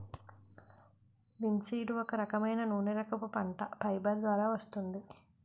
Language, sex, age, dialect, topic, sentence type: Telugu, female, 51-55, Utterandhra, agriculture, statement